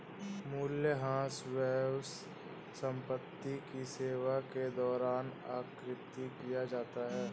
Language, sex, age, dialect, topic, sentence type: Hindi, male, 18-24, Hindustani Malvi Khadi Boli, banking, statement